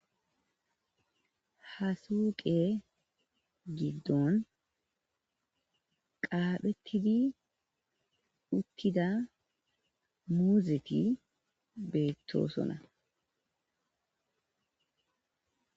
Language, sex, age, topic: Gamo, female, 25-35, agriculture